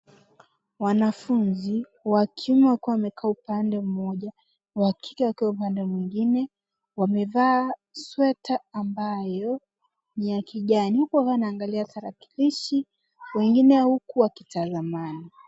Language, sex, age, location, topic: Swahili, female, 18-24, Nairobi, education